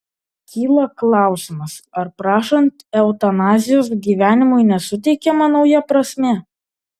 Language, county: Lithuanian, Vilnius